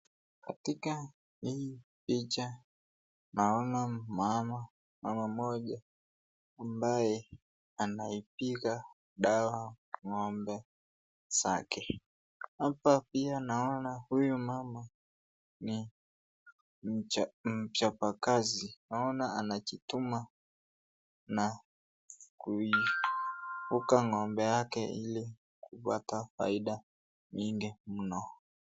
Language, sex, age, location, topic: Swahili, female, 36-49, Nakuru, agriculture